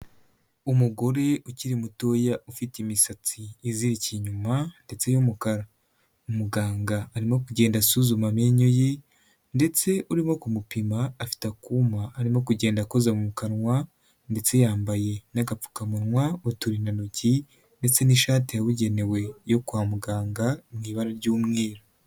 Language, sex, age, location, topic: Kinyarwanda, female, 25-35, Huye, health